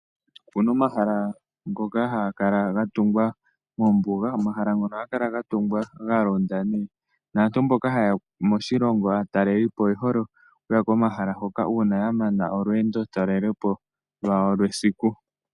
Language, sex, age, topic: Oshiwambo, female, 18-24, agriculture